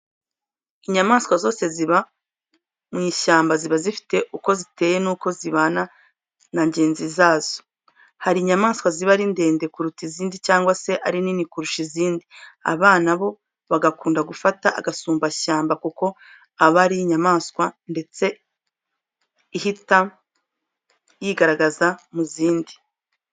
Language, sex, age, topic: Kinyarwanda, female, 25-35, education